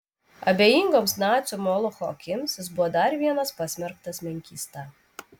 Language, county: Lithuanian, Vilnius